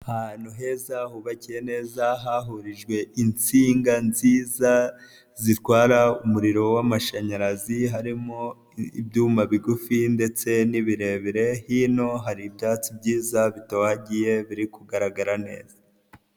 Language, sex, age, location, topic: Kinyarwanda, male, 25-35, Nyagatare, government